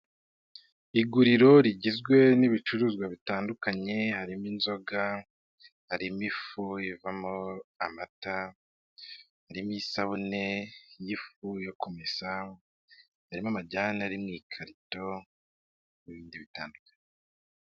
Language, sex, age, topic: Kinyarwanda, male, 25-35, finance